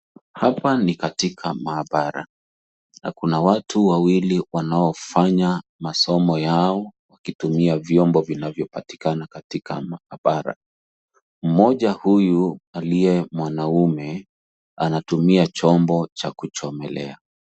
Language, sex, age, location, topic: Swahili, male, 36-49, Nairobi, education